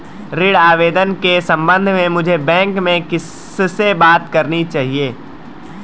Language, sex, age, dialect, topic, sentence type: Hindi, male, 18-24, Marwari Dhudhari, banking, question